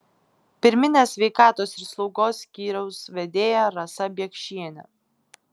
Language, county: Lithuanian, Klaipėda